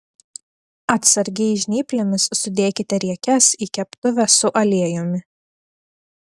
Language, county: Lithuanian, Telšiai